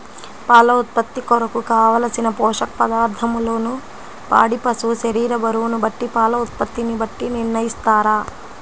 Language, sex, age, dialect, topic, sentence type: Telugu, female, 25-30, Central/Coastal, agriculture, question